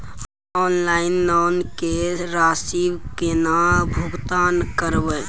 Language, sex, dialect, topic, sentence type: Maithili, male, Bajjika, banking, question